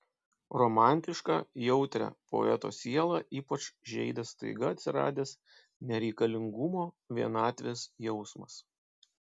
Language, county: Lithuanian, Panevėžys